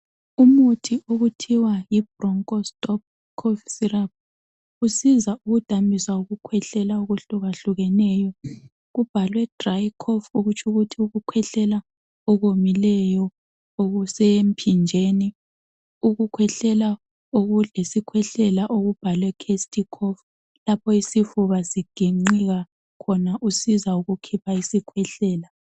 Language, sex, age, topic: North Ndebele, female, 25-35, health